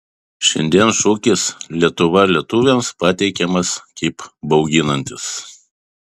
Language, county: Lithuanian, Vilnius